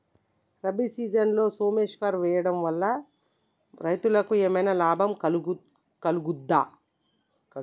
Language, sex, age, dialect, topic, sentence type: Telugu, male, 31-35, Telangana, agriculture, question